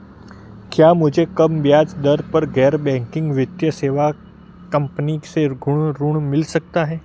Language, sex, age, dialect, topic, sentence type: Hindi, male, 41-45, Marwari Dhudhari, banking, question